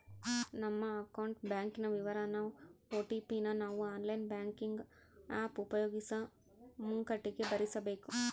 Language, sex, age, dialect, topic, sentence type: Kannada, female, 25-30, Central, banking, statement